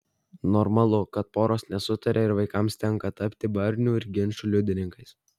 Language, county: Lithuanian, Kaunas